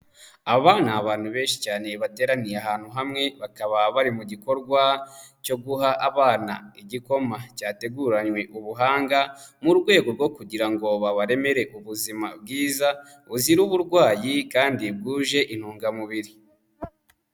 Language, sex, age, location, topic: Kinyarwanda, male, 18-24, Huye, health